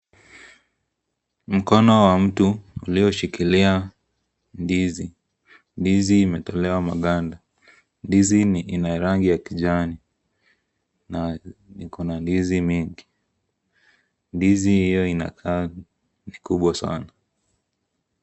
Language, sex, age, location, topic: Swahili, male, 18-24, Kisii, agriculture